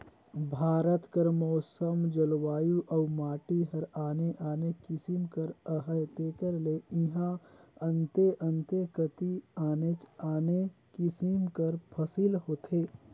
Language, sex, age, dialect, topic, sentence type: Chhattisgarhi, male, 25-30, Northern/Bhandar, agriculture, statement